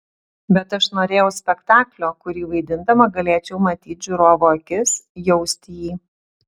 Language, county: Lithuanian, Utena